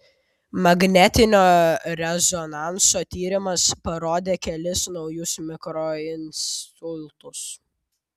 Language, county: Lithuanian, Vilnius